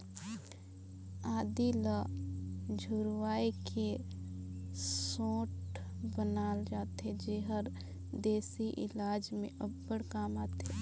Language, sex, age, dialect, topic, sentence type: Chhattisgarhi, female, 18-24, Northern/Bhandar, agriculture, statement